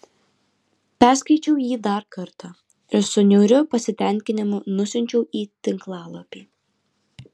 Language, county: Lithuanian, Alytus